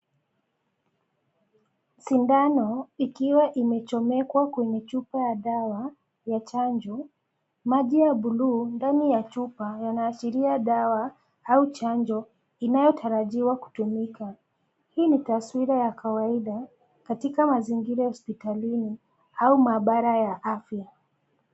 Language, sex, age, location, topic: Swahili, female, 25-35, Nairobi, health